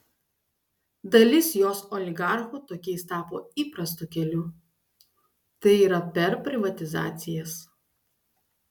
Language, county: Lithuanian, Klaipėda